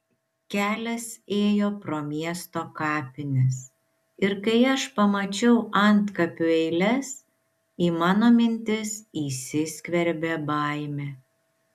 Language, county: Lithuanian, Šiauliai